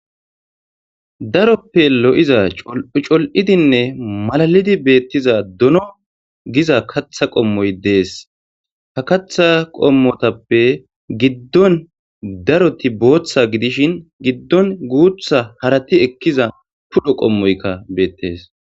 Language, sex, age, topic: Gamo, male, 25-35, agriculture